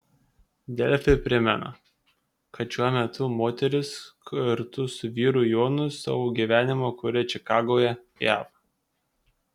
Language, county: Lithuanian, Kaunas